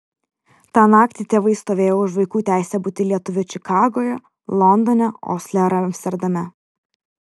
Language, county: Lithuanian, Vilnius